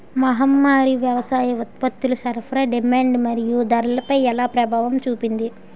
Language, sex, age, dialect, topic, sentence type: Telugu, male, 18-24, Utterandhra, agriculture, question